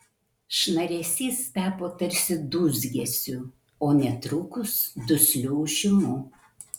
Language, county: Lithuanian, Kaunas